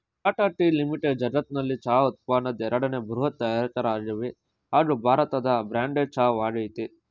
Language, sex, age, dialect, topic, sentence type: Kannada, male, 36-40, Mysore Kannada, agriculture, statement